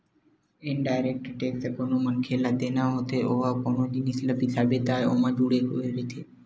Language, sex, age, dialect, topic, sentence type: Chhattisgarhi, male, 18-24, Western/Budati/Khatahi, banking, statement